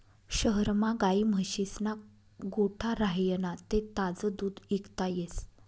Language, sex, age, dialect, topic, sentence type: Marathi, female, 31-35, Northern Konkan, agriculture, statement